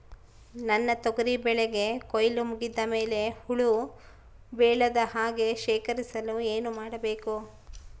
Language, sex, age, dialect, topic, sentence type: Kannada, female, 36-40, Central, agriculture, question